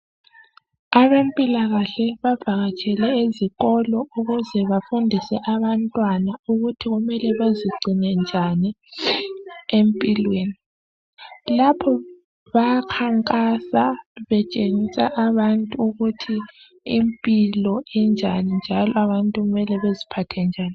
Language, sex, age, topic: North Ndebele, female, 25-35, health